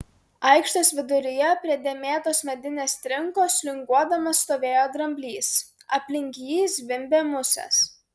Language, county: Lithuanian, Klaipėda